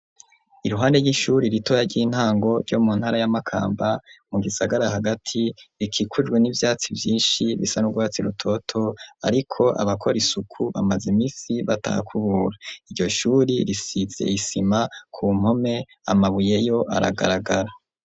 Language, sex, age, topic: Rundi, male, 25-35, education